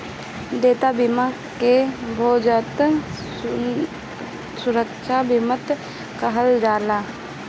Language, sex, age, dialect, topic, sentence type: Bhojpuri, female, 18-24, Northern, banking, statement